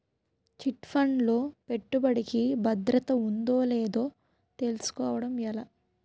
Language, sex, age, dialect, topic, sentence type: Telugu, female, 18-24, Utterandhra, banking, question